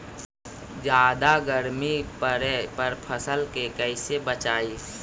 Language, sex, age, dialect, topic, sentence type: Magahi, female, 18-24, Central/Standard, agriculture, question